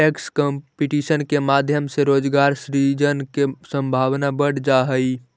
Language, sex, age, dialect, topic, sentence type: Magahi, male, 18-24, Central/Standard, banking, statement